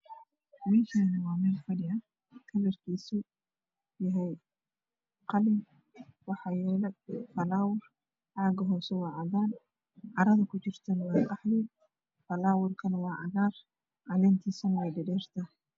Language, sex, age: Somali, female, 25-35